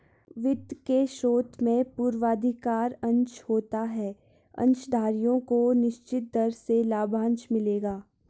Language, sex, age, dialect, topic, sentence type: Hindi, female, 41-45, Garhwali, banking, statement